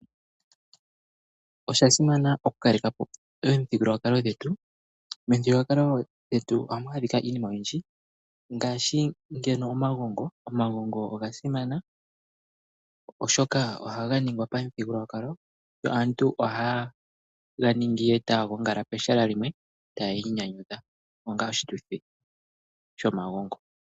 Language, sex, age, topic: Oshiwambo, male, 18-24, agriculture